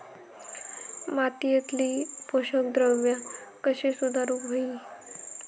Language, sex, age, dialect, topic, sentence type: Marathi, female, 18-24, Southern Konkan, agriculture, question